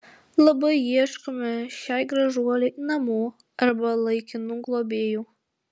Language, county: Lithuanian, Alytus